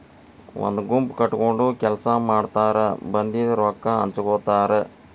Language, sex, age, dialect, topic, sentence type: Kannada, male, 60-100, Dharwad Kannada, agriculture, statement